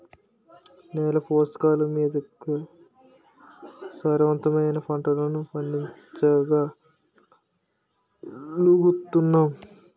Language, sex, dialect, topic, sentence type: Telugu, male, Utterandhra, agriculture, statement